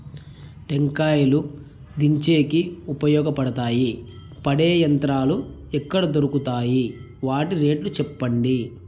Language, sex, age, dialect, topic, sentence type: Telugu, male, 31-35, Southern, agriculture, question